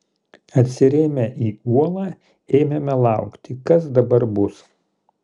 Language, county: Lithuanian, Kaunas